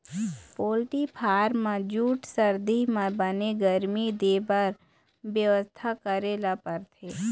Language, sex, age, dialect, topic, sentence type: Chhattisgarhi, female, 25-30, Eastern, agriculture, statement